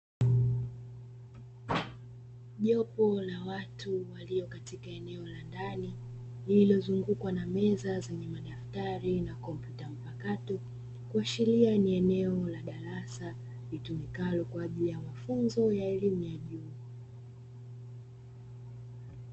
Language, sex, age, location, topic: Swahili, female, 25-35, Dar es Salaam, education